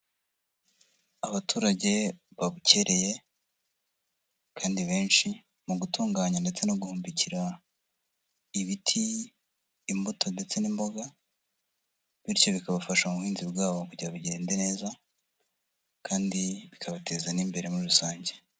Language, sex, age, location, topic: Kinyarwanda, male, 50+, Huye, agriculture